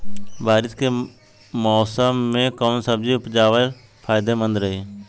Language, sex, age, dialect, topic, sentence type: Bhojpuri, male, 18-24, Southern / Standard, agriculture, question